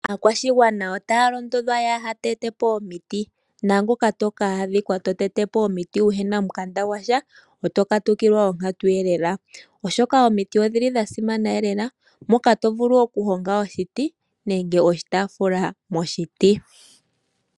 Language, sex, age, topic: Oshiwambo, female, 18-24, finance